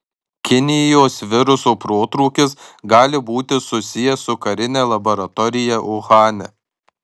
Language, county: Lithuanian, Marijampolė